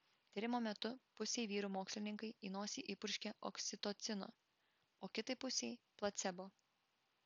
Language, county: Lithuanian, Vilnius